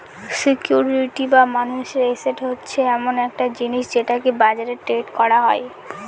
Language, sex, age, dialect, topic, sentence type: Bengali, female, 18-24, Northern/Varendri, banking, statement